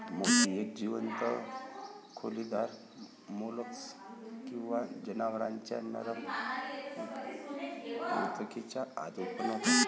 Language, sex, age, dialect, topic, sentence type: Marathi, male, 25-30, Varhadi, agriculture, statement